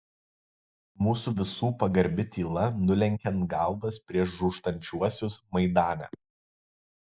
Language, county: Lithuanian, Kaunas